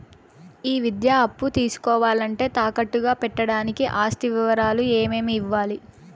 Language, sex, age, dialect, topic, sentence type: Telugu, female, 18-24, Southern, banking, question